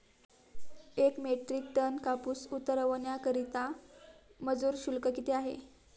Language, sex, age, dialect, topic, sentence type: Marathi, female, 18-24, Standard Marathi, agriculture, question